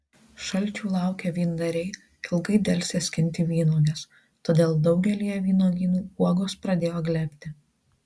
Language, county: Lithuanian, Marijampolė